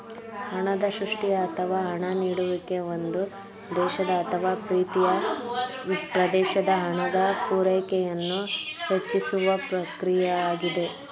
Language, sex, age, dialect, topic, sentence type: Kannada, female, 18-24, Mysore Kannada, banking, statement